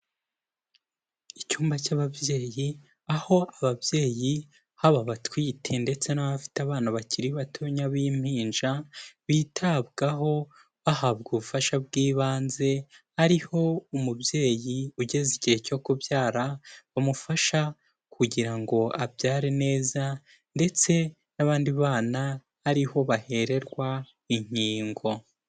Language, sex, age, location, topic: Kinyarwanda, male, 18-24, Kigali, health